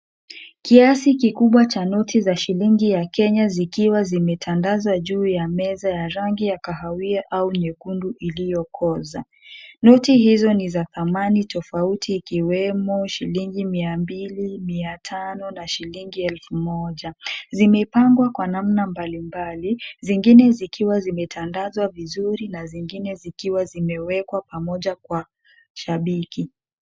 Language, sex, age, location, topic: Swahili, female, 50+, Kisumu, finance